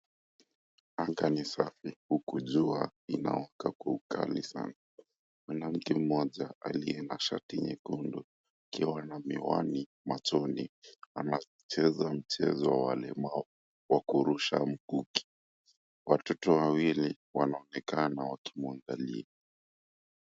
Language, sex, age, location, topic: Swahili, male, 18-24, Mombasa, education